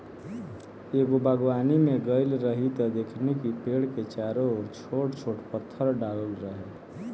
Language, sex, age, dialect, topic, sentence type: Bhojpuri, male, 18-24, Southern / Standard, agriculture, statement